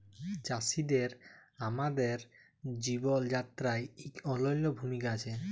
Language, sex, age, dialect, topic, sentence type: Bengali, male, 31-35, Jharkhandi, agriculture, statement